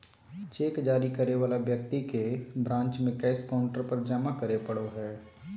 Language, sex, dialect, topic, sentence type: Magahi, male, Southern, banking, statement